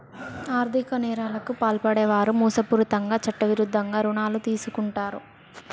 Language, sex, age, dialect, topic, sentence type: Telugu, male, 56-60, Telangana, banking, statement